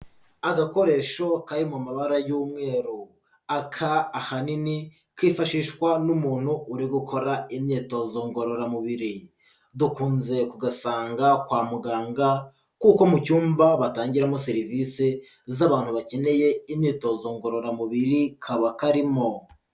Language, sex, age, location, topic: Kinyarwanda, male, 25-35, Huye, health